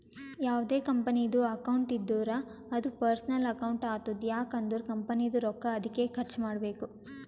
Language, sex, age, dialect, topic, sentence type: Kannada, female, 18-24, Northeastern, banking, statement